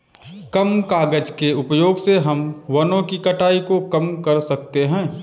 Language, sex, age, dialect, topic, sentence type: Hindi, male, 25-30, Kanauji Braj Bhasha, agriculture, statement